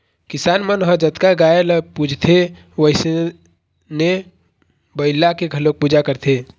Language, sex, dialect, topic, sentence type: Chhattisgarhi, male, Eastern, agriculture, statement